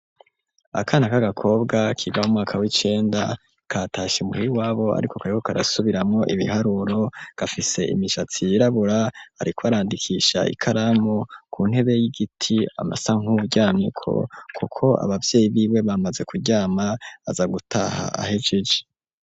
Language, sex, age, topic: Rundi, female, 18-24, education